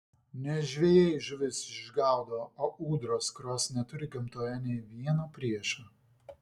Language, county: Lithuanian, Vilnius